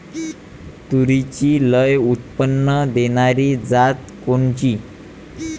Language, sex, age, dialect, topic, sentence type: Marathi, male, 18-24, Varhadi, agriculture, question